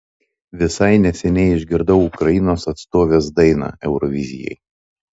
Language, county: Lithuanian, Telšiai